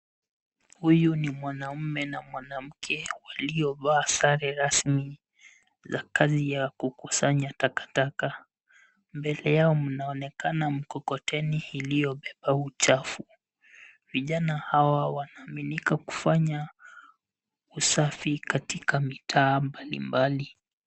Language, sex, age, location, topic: Swahili, male, 18-24, Nairobi, government